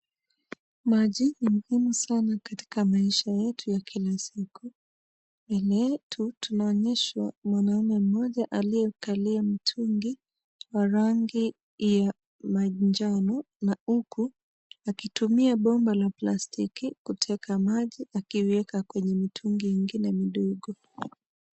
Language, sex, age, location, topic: Swahili, female, 25-35, Nairobi, government